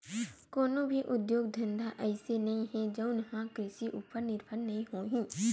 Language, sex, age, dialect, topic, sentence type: Chhattisgarhi, female, 18-24, Western/Budati/Khatahi, agriculture, statement